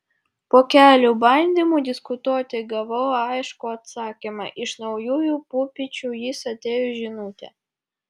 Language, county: Lithuanian, Vilnius